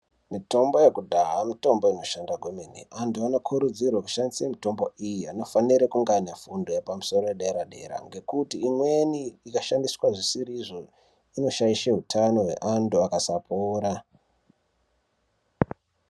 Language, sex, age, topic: Ndau, male, 18-24, health